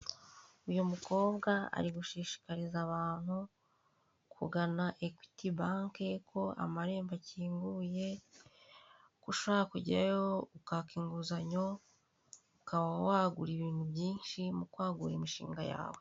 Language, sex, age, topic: Kinyarwanda, female, 36-49, finance